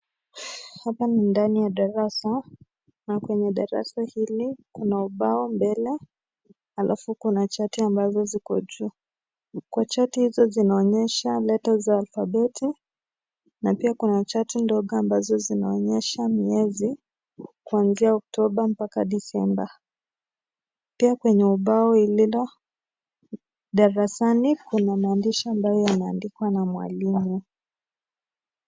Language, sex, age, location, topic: Swahili, male, 18-24, Nakuru, education